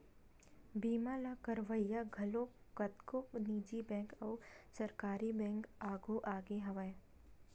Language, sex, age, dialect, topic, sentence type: Chhattisgarhi, female, 18-24, Western/Budati/Khatahi, banking, statement